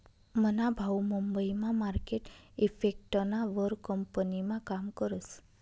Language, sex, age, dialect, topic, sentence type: Marathi, female, 31-35, Northern Konkan, banking, statement